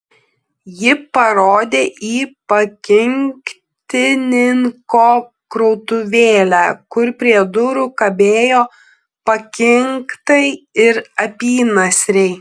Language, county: Lithuanian, Klaipėda